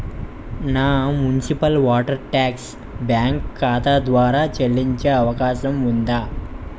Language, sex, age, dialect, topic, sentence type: Telugu, male, 25-30, Utterandhra, banking, question